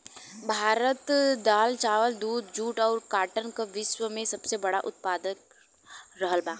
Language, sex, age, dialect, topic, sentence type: Bhojpuri, female, 18-24, Western, agriculture, statement